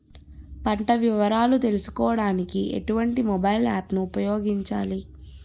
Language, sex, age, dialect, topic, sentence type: Telugu, female, 31-35, Utterandhra, agriculture, question